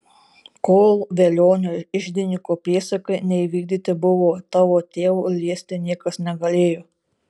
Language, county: Lithuanian, Marijampolė